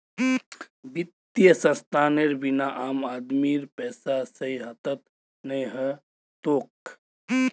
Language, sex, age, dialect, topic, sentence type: Magahi, male, 25-30, Northeastern/Surjapuri, banking, statement